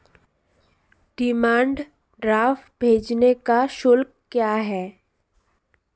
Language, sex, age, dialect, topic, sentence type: Hindi, female, 18-24, Marwari Dhudhari, banking, question